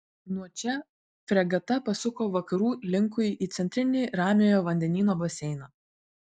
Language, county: Lithuanian, Vilnius